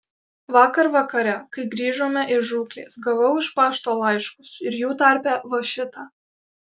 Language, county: Lithuanian, Alytus